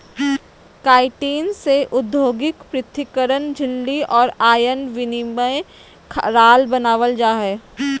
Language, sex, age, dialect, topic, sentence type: Magahi, female, 46-50, Southern, agriculture, statement